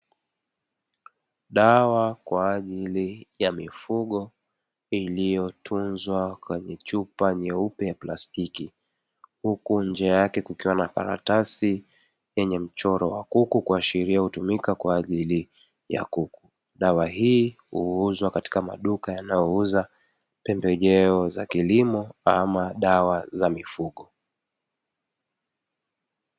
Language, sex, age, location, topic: Swahili, male, 25-35, Dar es Salaam, agriculture